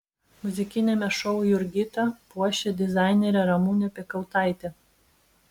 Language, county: Lithuanian, Vilnius